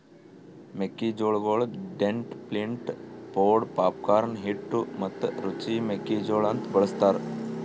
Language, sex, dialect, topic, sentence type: Kannada, male, Northeastern, agriculture, statement